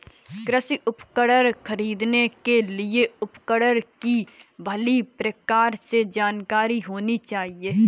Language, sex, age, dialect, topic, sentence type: Hindi, female, 18-24, Kanauji Braj Bhasha, agriculture, statement